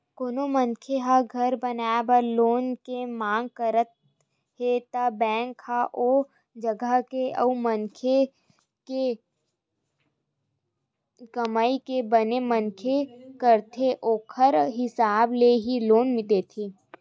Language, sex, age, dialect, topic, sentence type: Chhattisgarhi, female, 25-30, Western/Budati/Khatahi, banking, statement